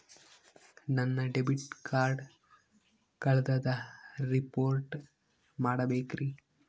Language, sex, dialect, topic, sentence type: Kannada, male, Northeastern, banking, statement